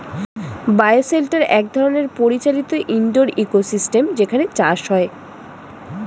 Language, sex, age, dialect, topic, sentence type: Bengali, female, 18-24, Standard Colloquial, agriculture, statement